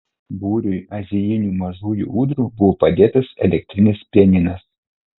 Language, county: Lithuanian, Telšiai